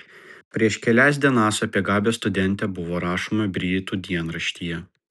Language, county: Lithuanian, Vilnius